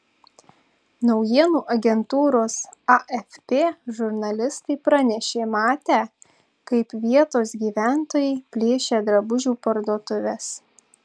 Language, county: Lithuanian, Tauragė